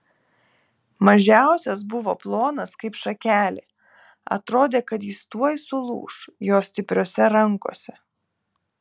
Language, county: Lithuanian, Telšiai